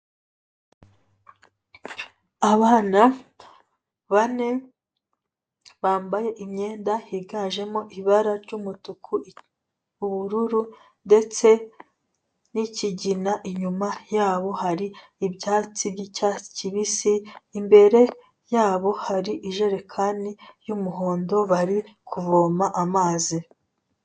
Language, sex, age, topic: Kinyarwanda, female, 18-24, health